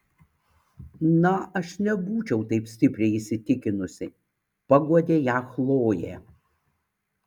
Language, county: Lithuanian, Panevėžys